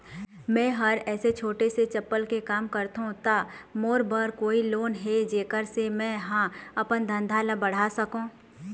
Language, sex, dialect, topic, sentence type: Chhattisgarhi, female, Eastern, banking, question